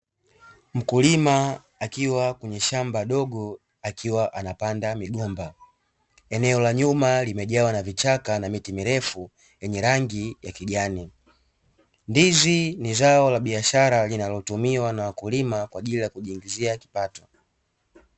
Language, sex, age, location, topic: Swahili, male, 18-24, Dar es Salaam, agriculture